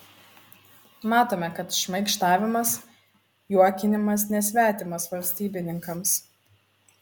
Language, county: Lithuanian, Šiauliai